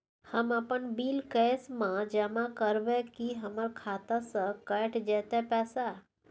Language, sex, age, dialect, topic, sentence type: Maithili, female, 36-40, Bajjika, banking, question